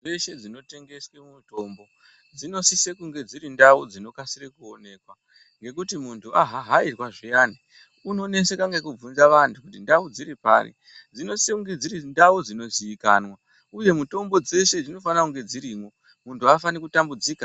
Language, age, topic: Ndau, 36-49, health